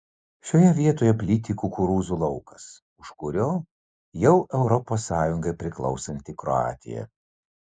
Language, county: Lithuanian, Vilnius